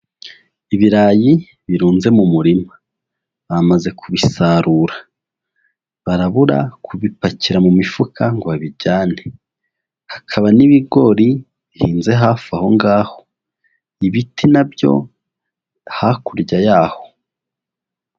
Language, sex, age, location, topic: Kinyarwanda, male, 18-24, Huye, agriculture